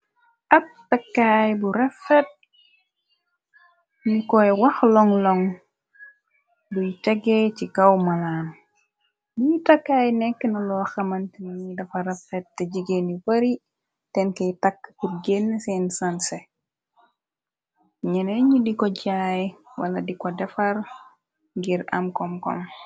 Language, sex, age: Wolof, female, 25-35